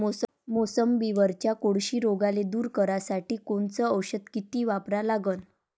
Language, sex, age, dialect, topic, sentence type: Marathi, female, 25-30, Varhadi, agriculture, question